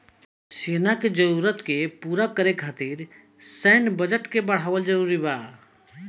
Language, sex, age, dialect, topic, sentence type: Bhojpuri, male, 25-30, Southern / Standard, banking, statement